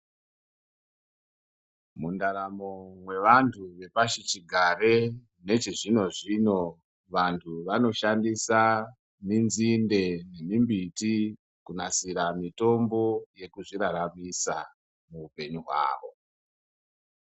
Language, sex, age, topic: Ndau, male, 50+, health